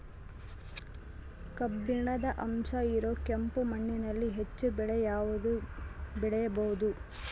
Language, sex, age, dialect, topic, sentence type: Kannada, female, 18-24, Central, agriculture, question